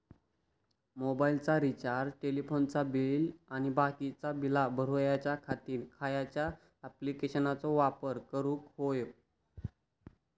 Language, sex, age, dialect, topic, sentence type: Marathi, male, 18-24, Southern Konkan, banking, question